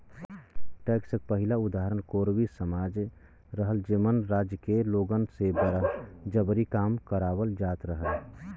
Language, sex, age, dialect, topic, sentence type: Bhojpuri, male, 31-35, Western, banking, statement